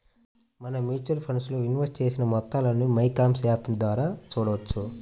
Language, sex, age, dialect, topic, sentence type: Telugu, male, 41-45, Central/Coastal, banking, statement